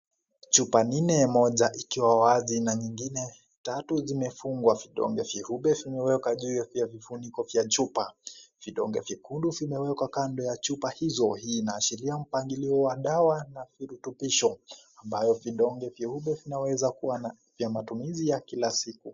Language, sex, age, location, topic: Swahili, male, 18-24, Kisii, health